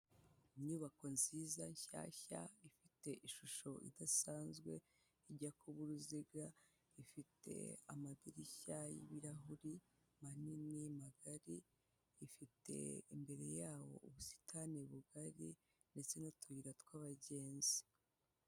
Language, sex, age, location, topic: Kinyarwanda, female, 18-24, Kigali, health